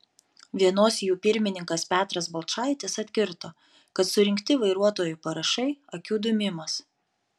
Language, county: Lithuanian, Panevėžys